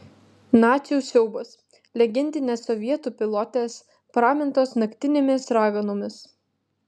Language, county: Lithuanian, Vilnius